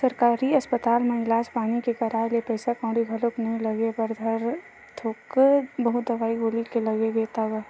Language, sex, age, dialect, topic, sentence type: Chhattisgarhi, female, 18-24, Western/Budati/Khatahi, banking, statement